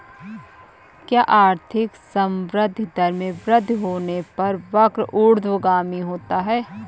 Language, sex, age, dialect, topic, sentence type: Hindi, female, 25-30, Awadhi Bundeli, banking, statement